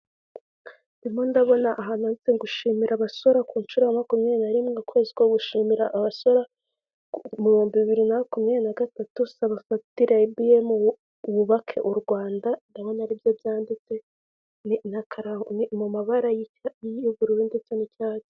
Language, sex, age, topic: Kinyarwanda, female, 18-24, government